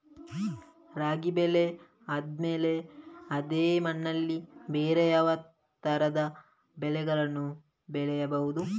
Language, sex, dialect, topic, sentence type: Kannada, male, Coastal/Dakshin, agriculture, question